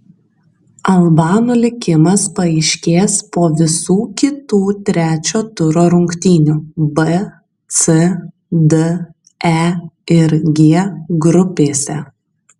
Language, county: Lithuanian, Kaunas